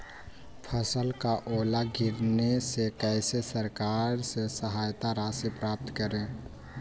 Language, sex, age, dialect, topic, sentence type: Magahi, male, 25-30, Western, agriculture, question